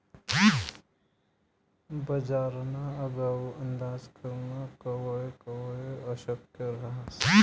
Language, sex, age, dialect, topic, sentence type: Marathi, male, 25-30, Northern Konkan, banking, statement